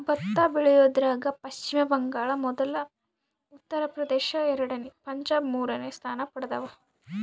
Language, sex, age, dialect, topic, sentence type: Kannada, female, 25-30, Central, agriculture, statement